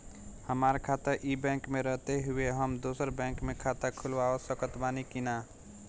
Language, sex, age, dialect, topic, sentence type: Bhojpuri, male, 18-24, Southern / Standard, banking, question